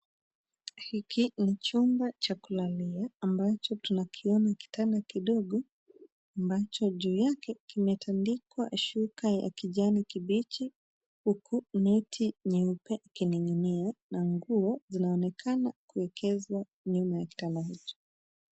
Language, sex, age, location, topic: Swahili, female, 25-35, Nairobi, education